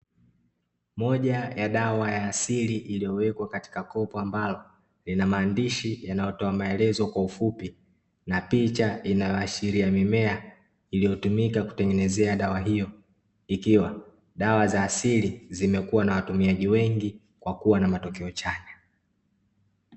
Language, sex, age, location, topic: Swahili, male, 18-24, Dar es Salaam, health